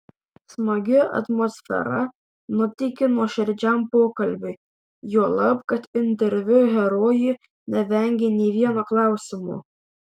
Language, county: Lithuanian, Vilnius